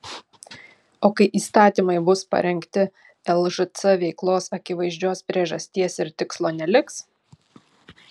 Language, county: Lithuanian, Šiauliai